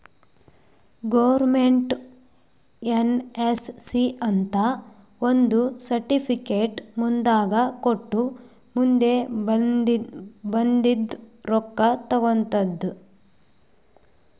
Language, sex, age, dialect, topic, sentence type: Kannada, male, 36-40, Northeastern, banking, statement